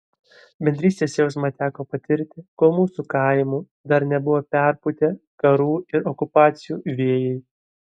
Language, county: Lithuanian, Vilnius